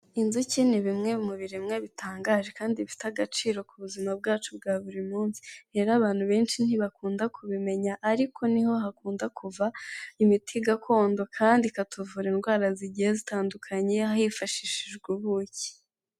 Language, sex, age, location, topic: Kinyarwanda, female, 18-24, Kigali, health